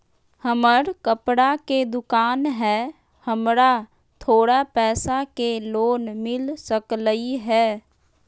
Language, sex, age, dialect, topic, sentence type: Magahi, female, 31-35, Western, banking, question